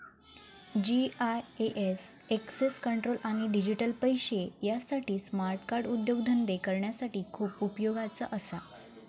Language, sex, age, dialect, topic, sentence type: Marathi, female, 18-24, Southern Konkan, banking, statement